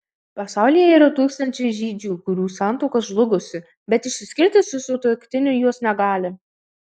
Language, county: Lithuanian, Marijampolė